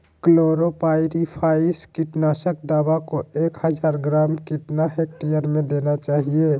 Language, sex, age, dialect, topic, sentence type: Magahi, male, 25-30, Southern, agriculture, question